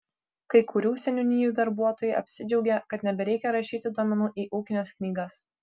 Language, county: Lithuanian, Kaunas